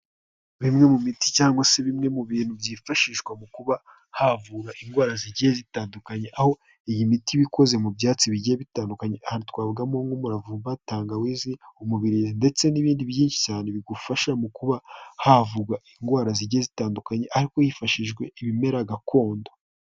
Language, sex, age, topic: Kinyarwanda, male, 18-24, health